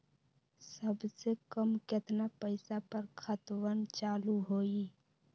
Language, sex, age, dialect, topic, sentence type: Magahi, female, 18-24, Western, banking, question